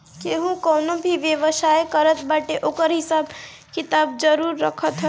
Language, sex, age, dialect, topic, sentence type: Bhojpuri, female, 41-45, Northern, banking, statement